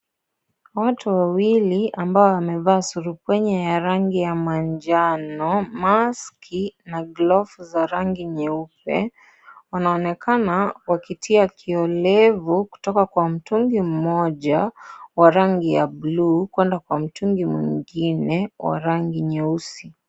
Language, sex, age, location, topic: Swahili, female, 18-24, Kisii, health